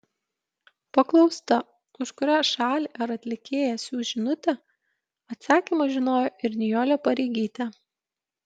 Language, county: Lithuanian, Kaunas